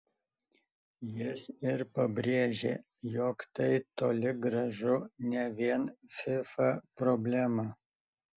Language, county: Lithuanian, Alytus